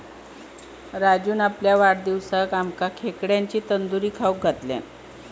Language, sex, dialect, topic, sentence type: Marathi, female, Southern Konkan, agriculture, statement